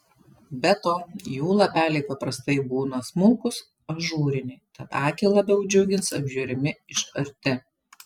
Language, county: Lithuanian, Telšiai